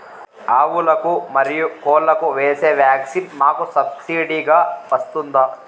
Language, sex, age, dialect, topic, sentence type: Telugu, male, 18-24, Southern, agriculture, question